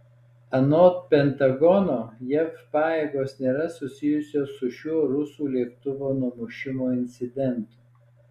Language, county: Lithuanian, Alytus